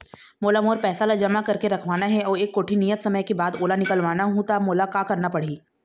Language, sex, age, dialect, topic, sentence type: Chhattisgarhi, female, 31-35, Eastern, banking, question